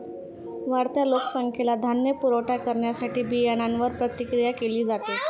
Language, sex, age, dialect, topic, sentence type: Marathi, female, 31-35, Standard Marathi, agriculture, statement